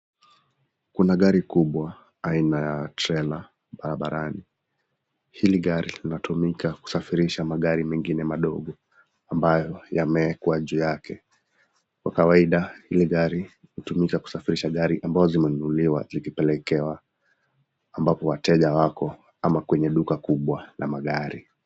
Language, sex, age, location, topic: Swahili, male, 18-24, Nakuru, finance